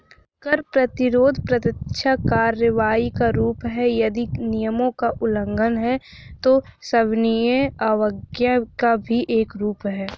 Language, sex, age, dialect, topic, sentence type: Hindi, female, 25-30, Hindustani Malvi Khadi Boli, banking, statement